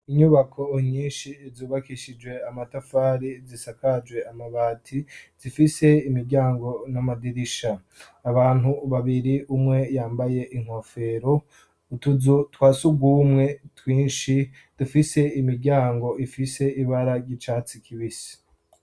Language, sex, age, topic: Rundi, male, 25-35, education